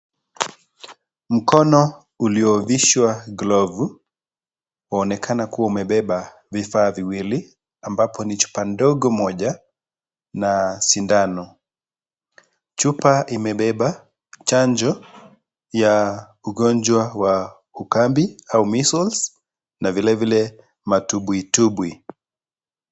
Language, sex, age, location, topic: Swahili, male, 25-35, Kisii, health